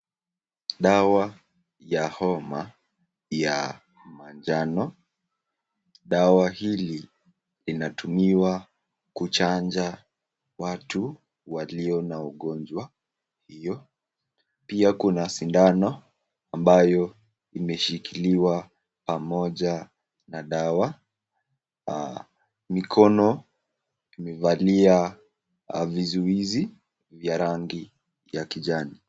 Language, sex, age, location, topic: Swahili, female, 36-49, Nakuru, health